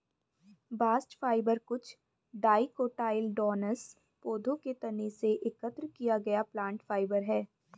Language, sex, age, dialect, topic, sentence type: Hindi, female, 25-30, Hindustani Malvi Khadi Boli, agriculture, statement